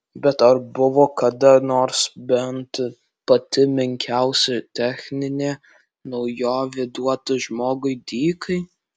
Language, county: Lithuanian, Alytus